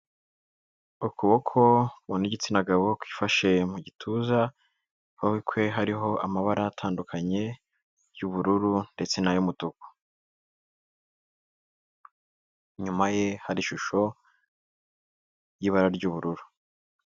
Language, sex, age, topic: Kinyarwanda, male, 18-24, health